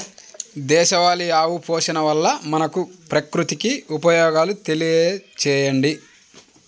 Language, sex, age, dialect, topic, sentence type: Telugu, male, 25-30, Central/Coastal, agriculture, question